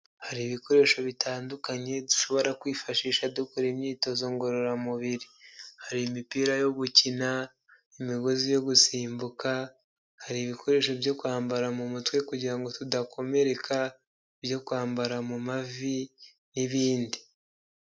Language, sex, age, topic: Kinyarwanda, male, 18-24, health